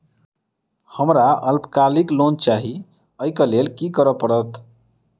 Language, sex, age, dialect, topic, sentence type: Maithili, male, 25-30, Southern/Standard, banking, question